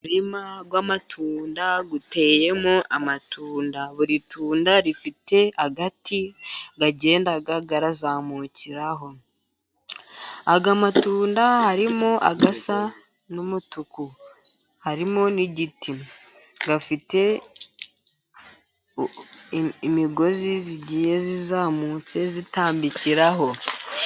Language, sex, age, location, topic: Kinyarwanda, female, 50+, Musanze, agriculture